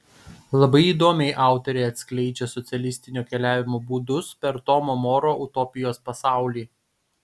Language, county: Lithuanian, Panevėžys